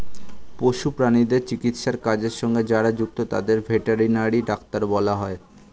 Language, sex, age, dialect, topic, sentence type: Bengali, male, 18-24, Standard Colloquial, agriculture, statement